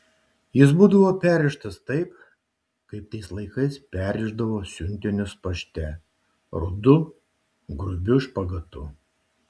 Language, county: Lithuanian, Šiauliai